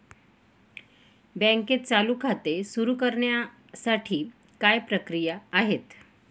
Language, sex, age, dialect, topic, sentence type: Marathi, female, 18-24, Northern Konkan, banking, question